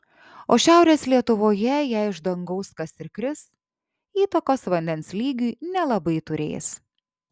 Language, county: Lithuanian, Šiauliai